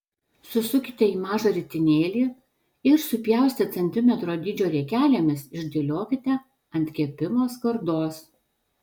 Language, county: Lithuanian, Telšiai